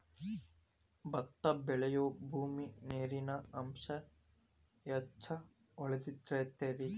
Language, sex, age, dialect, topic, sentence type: Kannada, male, 25-30, Dharwad Kannada, agriculture, statement